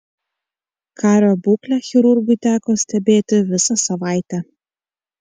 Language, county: Lithuanian, Kaunas